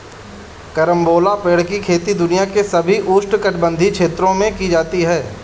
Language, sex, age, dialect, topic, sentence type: Hindi, male, 25-30, Marwari Dhudhari, agriculture, statement